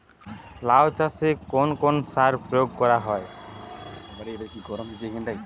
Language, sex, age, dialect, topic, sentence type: Bengali, male, 31-35, Western, agriculture, question